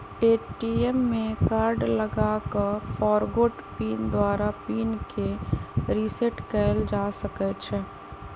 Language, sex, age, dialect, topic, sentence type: Magahi, female, 25-30, Western, banking, statement